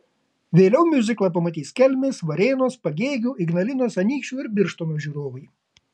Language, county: Lithuanian, Kaunas